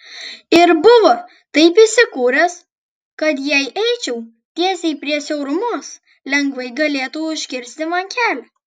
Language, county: Lithuanian, Kaunas